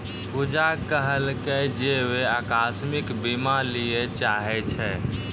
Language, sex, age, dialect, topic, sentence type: Maithili, male, 31-35, Angika, banking, statement